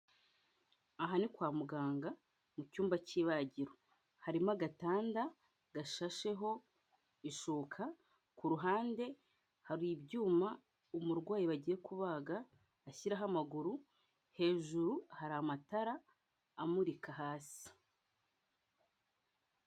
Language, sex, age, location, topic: Kinyarwanda, female, 25-35, Kigali, health